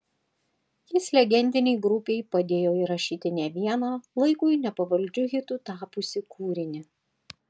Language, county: Lithuanian, Panevėžys